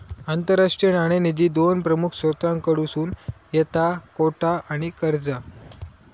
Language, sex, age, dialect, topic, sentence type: Marathi, male, 25-30, Southern Konkan, banking, statement